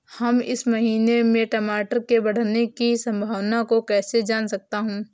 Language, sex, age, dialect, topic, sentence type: Hindi, female, 18-24, Awadhi Bundeli, agriculture, question